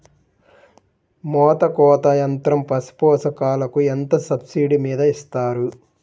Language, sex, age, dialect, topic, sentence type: Telugu, male, 18-24, Central/Coastal, agriculture, question